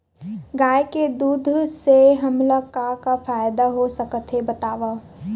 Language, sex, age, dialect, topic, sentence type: Chhattisgarhi, female, 18-24, Western/Budati/Khatahi, agriculture, question